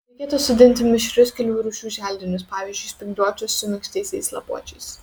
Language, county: Lithuanian, Kaunas